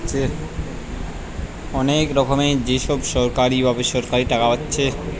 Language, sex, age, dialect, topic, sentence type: Bengali, male, 18-24, Western, banking, statement